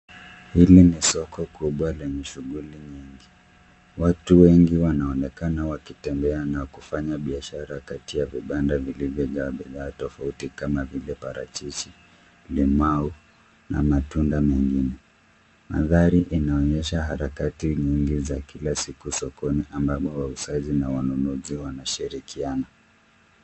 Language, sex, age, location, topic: Swahili, male, 25-35, Nairobi, finance